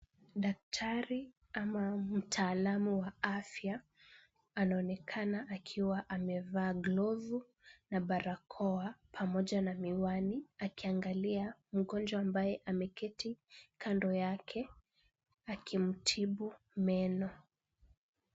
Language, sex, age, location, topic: Swahili, female, 18-24, Kisumu, health